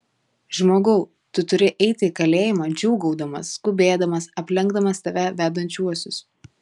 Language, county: Lithuanian, Telšiai